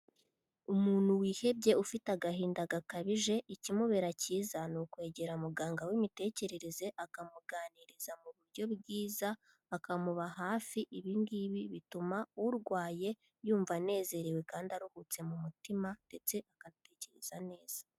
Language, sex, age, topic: Kinyarwanda, female, 18-24, health